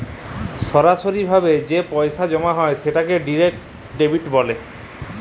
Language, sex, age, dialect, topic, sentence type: Bengali, male, 25-30, Jharkhandi, banking, statement